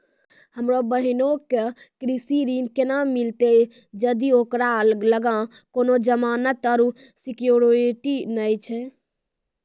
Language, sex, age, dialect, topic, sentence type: Maithili, female, 18-24, Angika, agriculture, statement